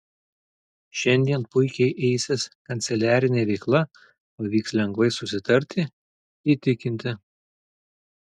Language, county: Lithuanian, Telšiai